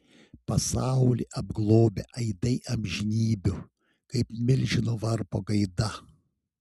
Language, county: Lithuanian, Šiauliai